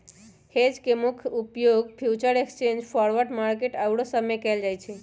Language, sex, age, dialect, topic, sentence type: Magahi, male, 31-35, Western, banking, statement